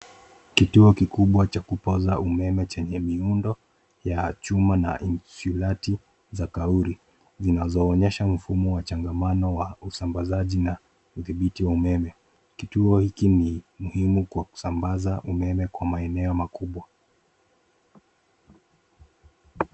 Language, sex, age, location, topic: Swahili, male, 25-35, Nairobi, government